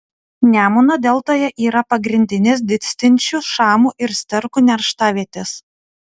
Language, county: Lithuanian, Utena